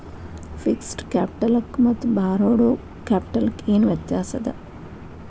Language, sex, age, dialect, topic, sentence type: Kannada, female, 36-40, Dharwad Kannada, banking, statement